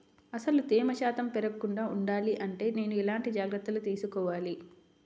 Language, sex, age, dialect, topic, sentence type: Telugu, female, 25-30, Central/Coastal, agriculture, question